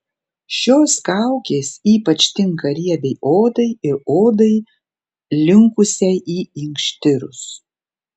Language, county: Lithuanian, Panevėžys